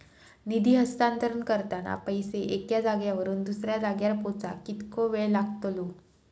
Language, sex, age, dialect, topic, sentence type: Marathi, female, 18-24, Southern Konkan, banking, question